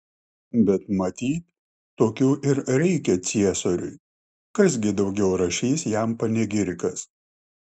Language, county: Lithuanian, Klaipėda